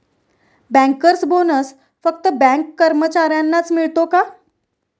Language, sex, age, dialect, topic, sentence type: Marathi, female, 31-35, Standard Marathi, banking, statement